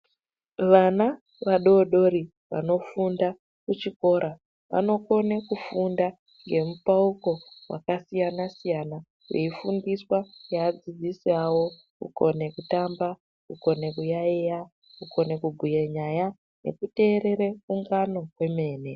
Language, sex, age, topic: Ndau, female, 36-49, education